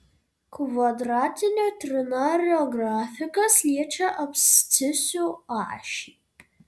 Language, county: Lithuanian, Vilnius